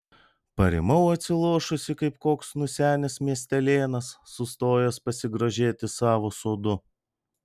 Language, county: Lithuanian, Vilnius